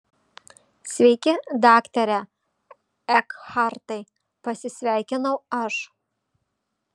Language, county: Lithuanian, Vilnius